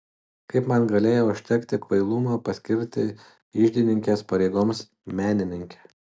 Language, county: Lithuanian, Utena